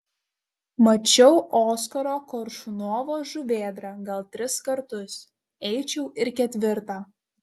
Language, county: Lithuanian, Šiauliai